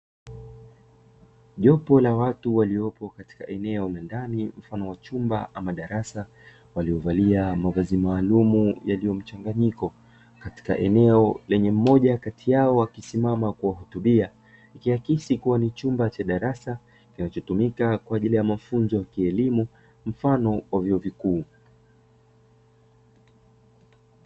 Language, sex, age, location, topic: Swahili, male, 25-35, Dar es Salaam, education